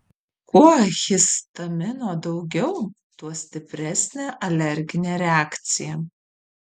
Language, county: Lithuanian, Vilnius